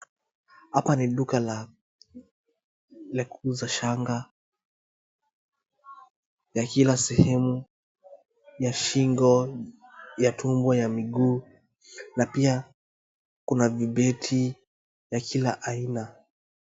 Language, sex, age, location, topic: Swahili, male, 25-35, Wajir, finance